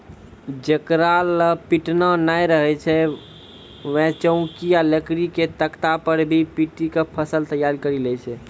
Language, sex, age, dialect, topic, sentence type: Maithili, male, 18-24, Angika, agriculture, statement